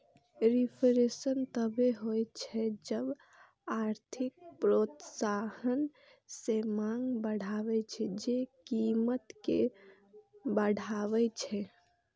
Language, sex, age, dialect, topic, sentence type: Maithili, female, 18-24, Eastern / Thethi, banking, statement